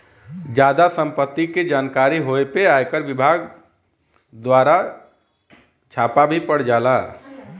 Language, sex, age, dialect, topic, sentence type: Bhojpuri, male, 31-35, Western, banking, statement